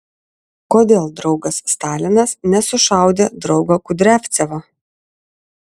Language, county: Lithuanian, Vilnius